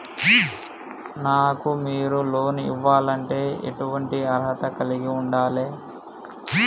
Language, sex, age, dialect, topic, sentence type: Telugu, male, 25-30, Telangana, banking, question